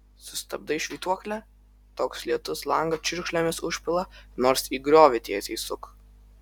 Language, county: Lithuanian, Vilnius